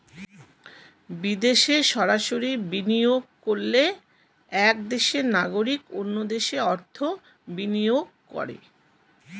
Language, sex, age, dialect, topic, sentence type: Bengali, female, 51-55, Standard Colloquial, banking, statement